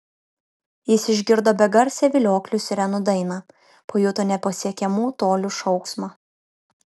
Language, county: Lithuanian, Kaunas